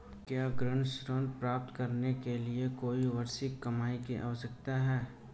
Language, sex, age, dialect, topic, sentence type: Hindi, male, 18-24, Marwari Dhudhari, banking, question